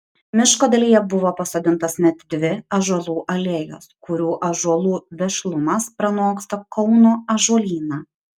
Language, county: Lithuanian, Šiauliai